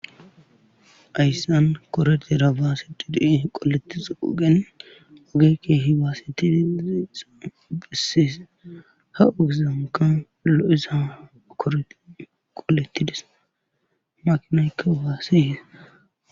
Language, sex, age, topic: Gamo, male, 25-35, government